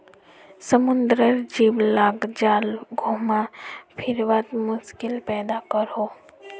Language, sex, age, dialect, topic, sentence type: Magahi, female, 56-60, Northeastern/Surjapuri, agriculture, statement